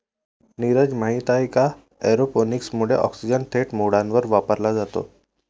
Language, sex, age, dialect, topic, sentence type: Marathi, male, 18-24, Varhadi, agriculture, statement